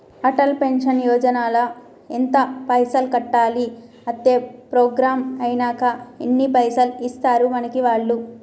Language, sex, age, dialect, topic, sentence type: Telugu, female, 25-30, Telangana, banking, question